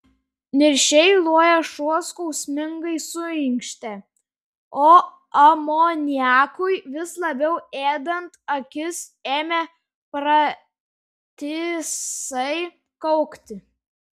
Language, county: Lithuanian, Šiauliai